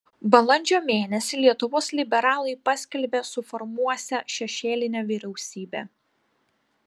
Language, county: Lithuanian, Panevėžys